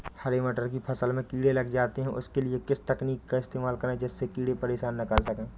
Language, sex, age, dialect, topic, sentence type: Hindi, male, 25-30, Awadhi Bundeli, agriculture, question